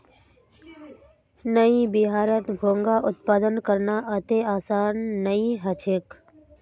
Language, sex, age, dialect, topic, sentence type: Magahi, female, 18-24, Northeastern/Surjapuri, agriculture, statement